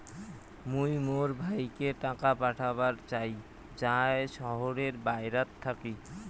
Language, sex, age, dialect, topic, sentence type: Bengali, male, 18-24, Rajbangshi, banking, statement